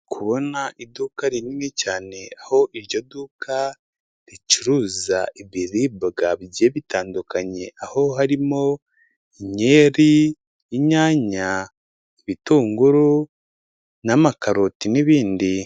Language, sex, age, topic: Kinyarwanda, male, 25-35, finance